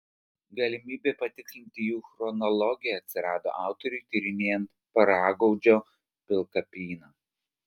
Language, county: Lithuanian, Alytus